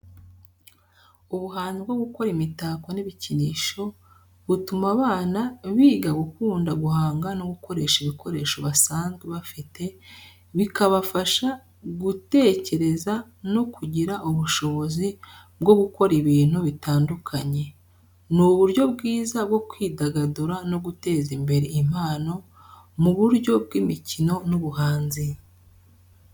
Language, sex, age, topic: Kinyarwanda, female, 36-49, education